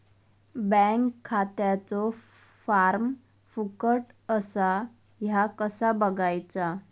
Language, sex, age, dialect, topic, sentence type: Marathi, female, 25-30, Southern Konkan, banking, question